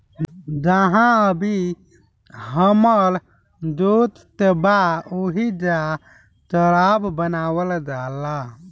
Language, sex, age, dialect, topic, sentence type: Bhojpuri, male, 18-24, Southern / Standard, agriculture, statement